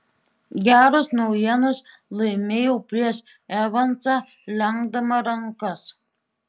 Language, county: Lithuanian, Šiauliai